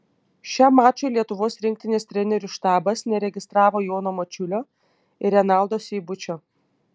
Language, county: Lithuanian, Panevėžys